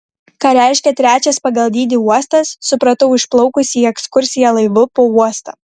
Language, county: Lithuanian, Kaunas